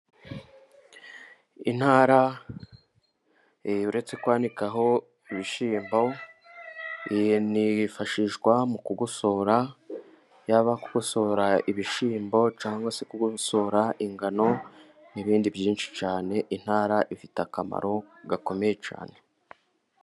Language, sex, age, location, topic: Kinyarwanda, male, 18-24, Musanze, agriculture